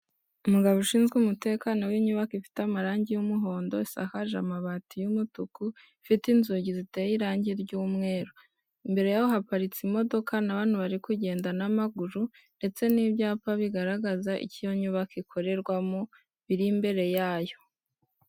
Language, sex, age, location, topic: Kinyarwanda, female, 18-24, Kigali, health